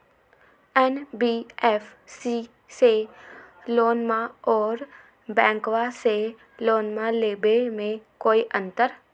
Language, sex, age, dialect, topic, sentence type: Magahi, female, 18-24, Western, banking, question